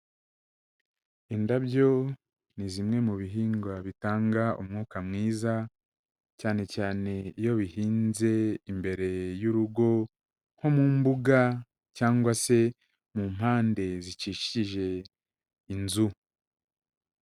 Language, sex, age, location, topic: Kinyarwanda, male, 36-49, Kigali, agriculture